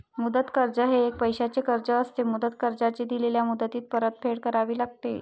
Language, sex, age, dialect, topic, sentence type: Marathi, female, 51-55, Varhadi, banking, statement